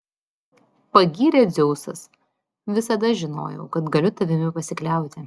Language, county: Lithuanian, Vilnius